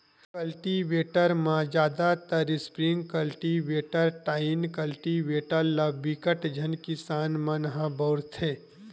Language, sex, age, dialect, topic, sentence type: Chhattisgarhi, male, 31-35, Western/Budati/Khatahi, agriculture, statement